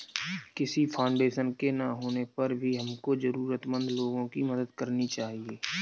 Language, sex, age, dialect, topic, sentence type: Hindi, male, 41-45, Kanauji Braj Bhasha, banking, statement